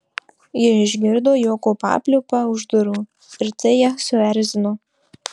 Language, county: Lithuanian, Marijampolė